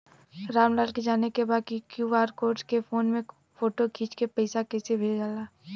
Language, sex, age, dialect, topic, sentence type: Bhojpuri, female, 18-24, Western, banking, question